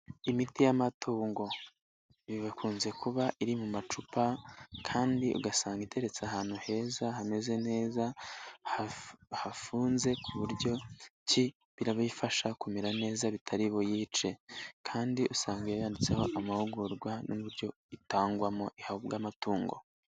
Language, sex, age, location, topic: Kinyarwanda, male, 18-24, Nyagatare, agriculture